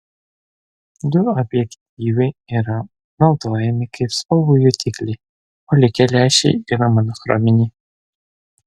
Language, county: Lithuanian, Vilnius